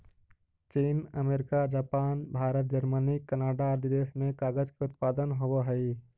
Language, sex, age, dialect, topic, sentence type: Magahi, male, 25-30, Central/Standard, banking, statement